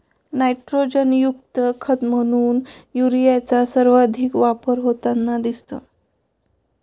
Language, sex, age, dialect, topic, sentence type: Marathi, female, 25-30, Standard Marathi, agriculture, statement